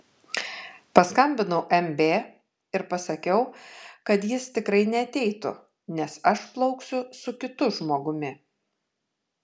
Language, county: Lithuanian, Kaunas